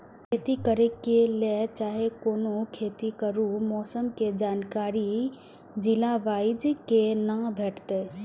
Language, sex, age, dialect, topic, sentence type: Maithili, female, 18-24, Eastern / Thethi, agriculture, question